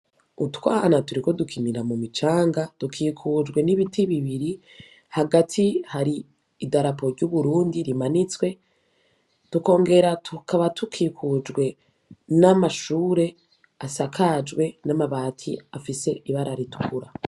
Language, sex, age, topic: Rundi, female, 18-24, education